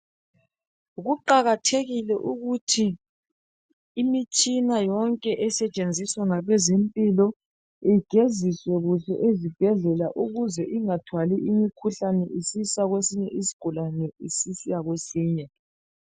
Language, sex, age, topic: North Ndebele, female, 36-49, health